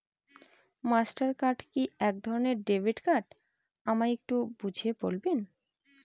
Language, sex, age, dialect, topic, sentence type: Bengali, female, 25-30, Northern/Varendri, banking, question